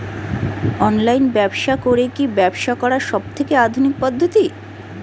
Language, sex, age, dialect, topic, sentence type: Bengali, female, 31-35, Standard Colloquial, agriculture, question